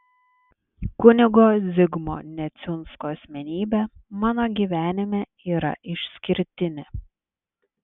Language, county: Lithuanian, Klaipėda